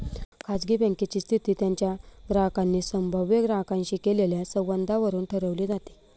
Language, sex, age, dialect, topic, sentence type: Marathi, female, 25-30, Northern Konkan, banking, statement